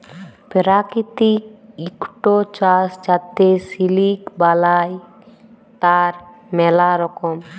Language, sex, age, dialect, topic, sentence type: Bengali, female, 18-24, Jharkhandi, agriculture, statement